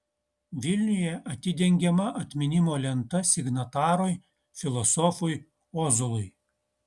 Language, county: Lithuanian, Utena